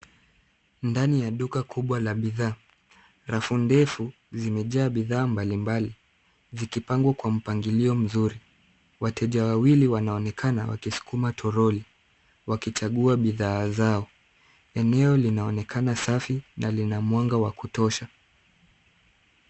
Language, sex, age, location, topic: Swahili, male, 50+, Nairobi, finance